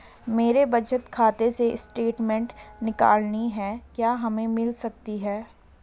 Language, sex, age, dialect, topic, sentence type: Hindi, female, 18-24, Garhwali, banking, question